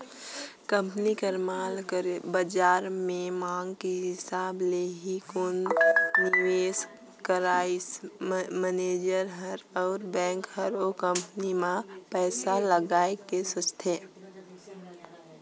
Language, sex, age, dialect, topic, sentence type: Chhattisgarhi, female, 18-24, Northern/Bhandar, banking, statement